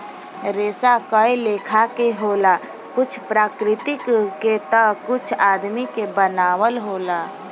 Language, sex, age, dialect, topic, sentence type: Bhojpuri, female, <18, Southern / Standard, agriculture, statement